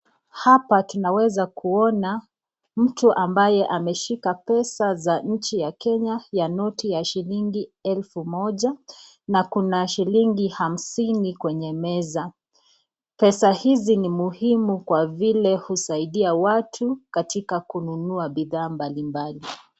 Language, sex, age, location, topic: Swahili, female, 25-35, Nakuru, finance